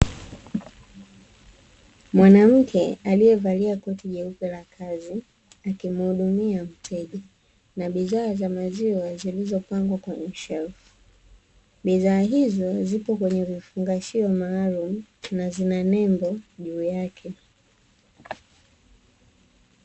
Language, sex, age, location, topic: Swahili, female, 18-24, Dar es Salaam, finance